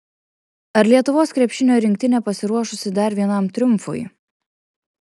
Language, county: Lithuanian, Kaunas